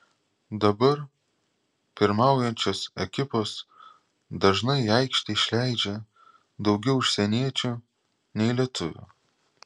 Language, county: Lithuanian, Klaipėda